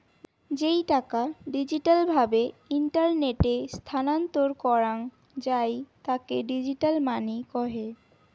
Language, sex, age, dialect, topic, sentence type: Bengali, female, 18-24, Rajbangshi, banking, statement